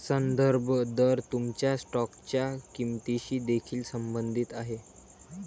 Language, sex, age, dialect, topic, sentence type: Marathi, male, 18-24, Varhadi, banking, statement